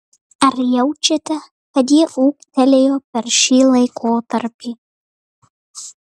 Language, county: Lithuanian, Marijampolė